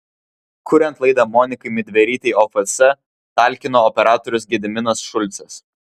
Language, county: Lithuanian, Vilnius